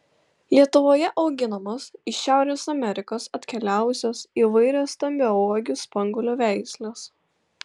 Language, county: Lithuanian, Klaipėda